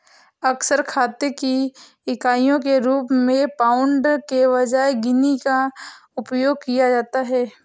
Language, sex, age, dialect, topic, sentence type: Hindi, female, 25-30, Awadhi Bundeli, banking, statement